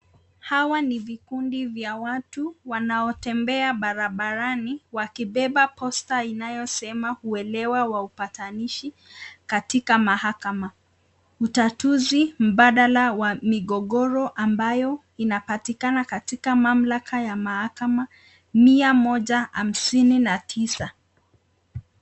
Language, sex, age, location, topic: Swahili, female, 25-35, Nakuru, government